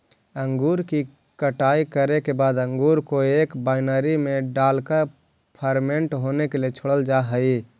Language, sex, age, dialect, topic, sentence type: Magahi, male, 25-30, Central/Standard, agriculture, statement